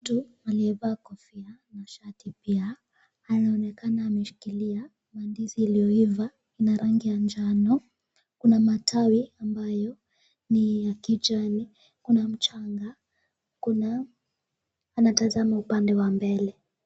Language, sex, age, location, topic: Swahili, female, 18-24, Kisumu, agriculture